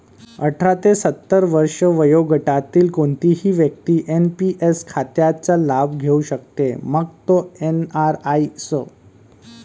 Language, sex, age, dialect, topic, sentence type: Marathi, male, 31-35, Varhadi, banking, statement